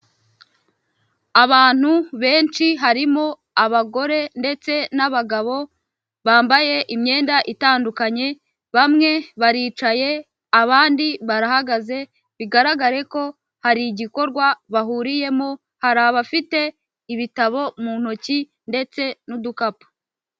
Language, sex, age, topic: Kinyarwanda, female, 18-24, government